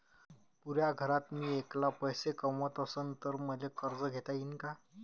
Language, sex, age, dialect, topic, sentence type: Marathi, male, 25-30, Varhadi, banking, question